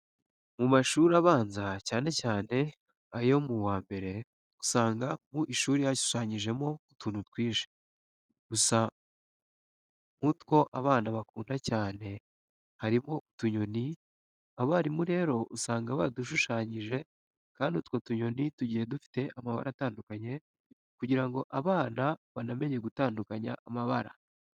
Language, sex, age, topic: Kinyarwanda, male, 18-24, education